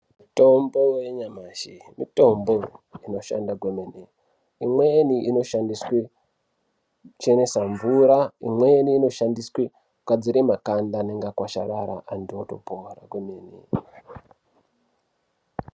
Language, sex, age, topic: Ndau, male, 18-24, health